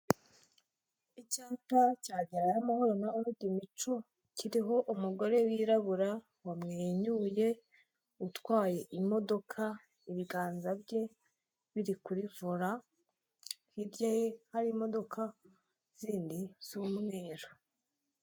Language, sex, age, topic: Kinyarwanda, female, 25-35, finance